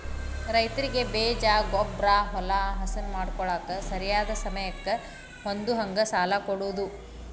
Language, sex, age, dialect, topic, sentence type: Kannada, female, 25-30, Dharwad Kannada, agriculture, statement